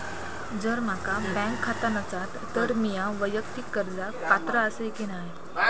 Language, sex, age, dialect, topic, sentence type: Marathi, female, 18-24, Southern Konkan, banking, question